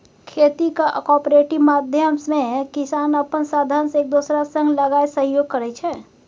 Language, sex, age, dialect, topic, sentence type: Maithili, female, 18-24, Bajjika, agriculture, statement